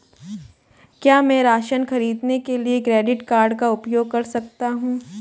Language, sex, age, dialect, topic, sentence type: Hindi, female, 18-24, Marwari Dhudhari, banking, question